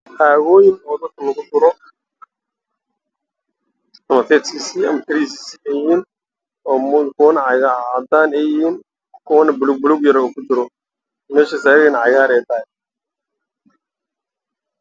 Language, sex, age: Somali, male, 18-24